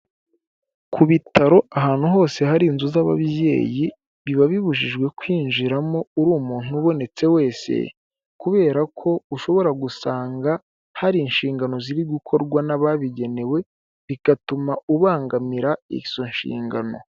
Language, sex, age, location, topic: Kinyarwanda, male, 18-24, Kigali, health